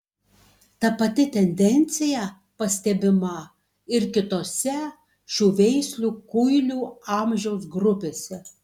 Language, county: Lithuanian, Tauragė